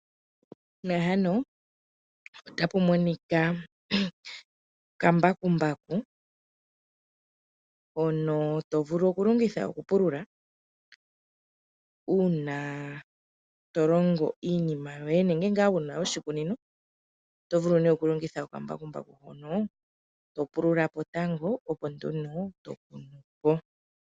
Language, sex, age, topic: Oshiwambo, female, 25-35, agriculture